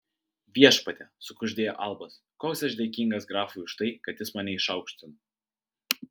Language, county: Lithuanian, Vilnius